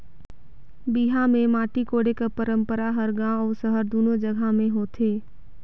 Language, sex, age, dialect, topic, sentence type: Chhattisgarhi, female, 18-24, Northern/Bhandar, agriculture, statement